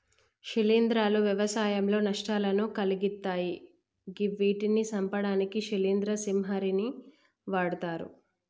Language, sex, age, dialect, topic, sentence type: Telugu, female, 25-30, Telangana, agriculture, statement